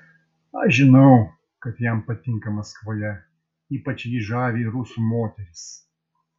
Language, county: Lithuanian, Vilnius